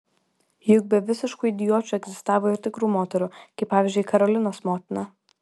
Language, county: Lithuanian, Vilnius